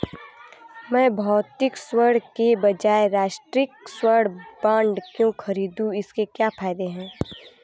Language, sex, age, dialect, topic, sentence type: Hindi, female, 18-24, Hindustani Malvi Khadi Boli, banking, question